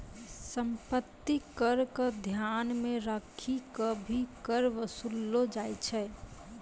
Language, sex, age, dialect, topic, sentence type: Maithili, female, 25-30, Angika, banking, statement